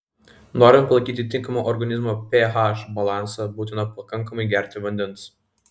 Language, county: Lithuanian, Vilnius